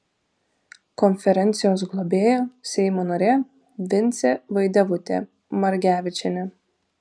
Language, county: Lithuanian, Vilnius